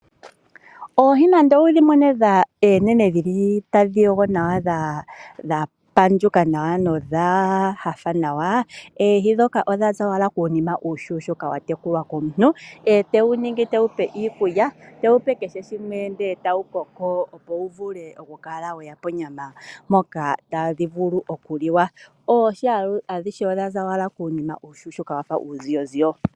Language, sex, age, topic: Oshiwambo, female, 25-35, agriculture